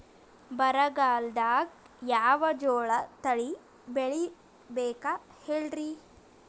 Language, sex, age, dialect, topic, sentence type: Kannada, female, 18-24, Northeastern, agriculture, question